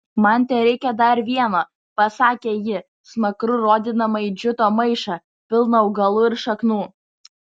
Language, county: Lithuanian, Vilnius